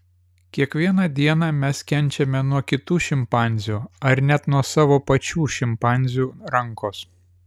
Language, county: Lithuanian, Vilnius